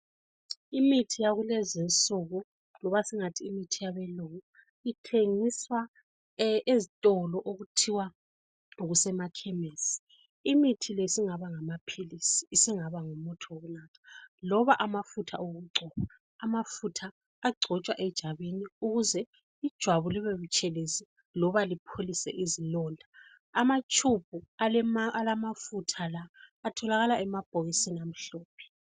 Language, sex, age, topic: North Ndebele, female, 36-49, health